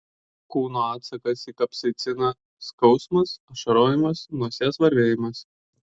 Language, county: Lithuanian, Kaunas